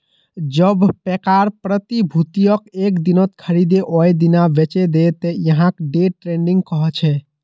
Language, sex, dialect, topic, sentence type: Magahi, male, Northeastern/Surjapuri, banking, statement